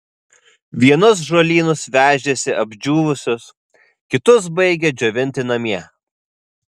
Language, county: Lithuanian, Vilnius